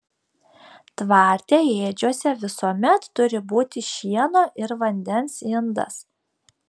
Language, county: Lithuanian, Šiauliai